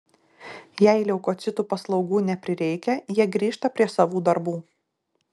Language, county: Lithuanian, Šiauliai